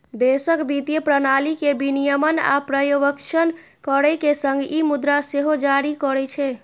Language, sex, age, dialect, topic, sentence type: Maithili, female, 25-30, Eastern / Thethi, banking, statement